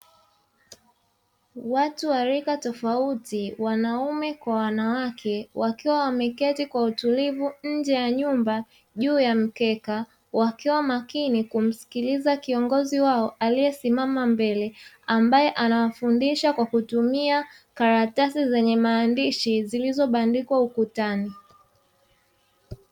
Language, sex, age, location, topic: Swahili, male, 25-35, Dar es Salaam, education